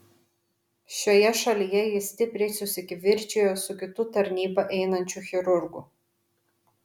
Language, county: Lithuanian, Vilnius